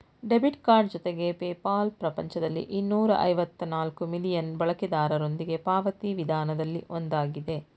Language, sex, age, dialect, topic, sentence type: Kannada, female, 46-50, Mysore Kannada, banking, statement